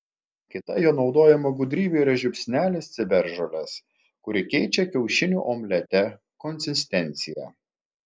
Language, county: Lithuanian, Klaipėda